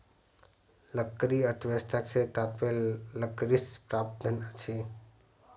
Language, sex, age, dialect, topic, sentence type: Maithili, male, 25-30, Southern/Standard, agriculture, statement